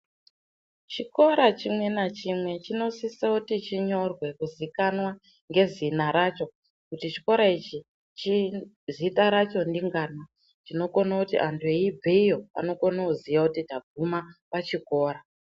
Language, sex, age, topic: Ndau, female, 18-24, education